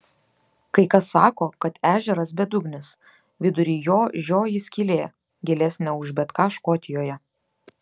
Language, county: Lithuanian, Klaipėda